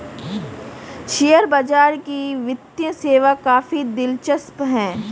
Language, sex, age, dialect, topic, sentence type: Hindi, female, 18-24, Marwari Dhudhari, banking, statement